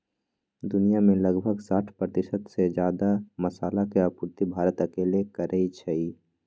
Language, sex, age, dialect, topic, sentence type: Magahi, male, 25-30, Western, agriculture, statement